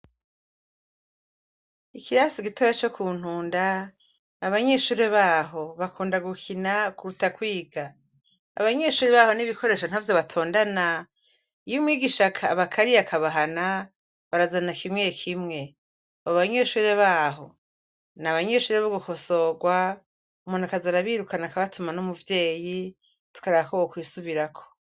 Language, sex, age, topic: Rundi, female, 36-49, education